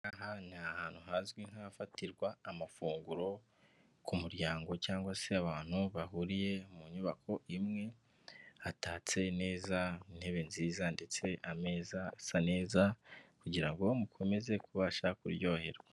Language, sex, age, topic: Kinyarwanda, female, 18-24, finance